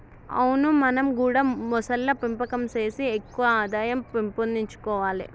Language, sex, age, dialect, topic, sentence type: Telugu, male, 36-40, Telangana, agriculture, statement